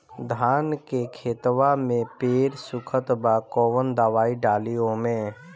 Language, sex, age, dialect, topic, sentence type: Bhojpuri, female, 25-30, Northern, agriculture, question